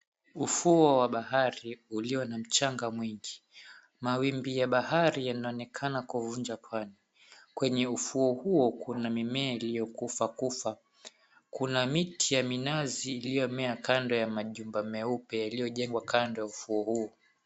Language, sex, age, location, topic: Swahili, male, 18-24, Mombasa, government